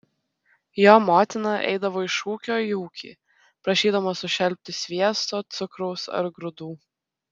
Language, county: Lithuanian, Telšiai